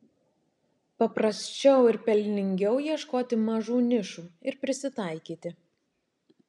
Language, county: Lithuanian, Šiauliai